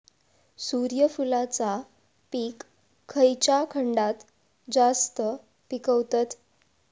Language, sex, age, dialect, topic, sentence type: Marathi, female, 41-45, Southern Konkan, agriculture, question